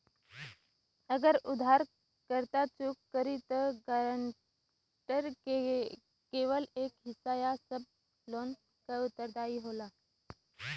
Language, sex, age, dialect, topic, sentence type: Bhojpuri, female, 18-24, Western, banking, statement